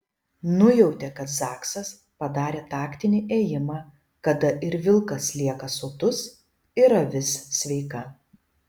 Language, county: Lithuanian, Šiauliai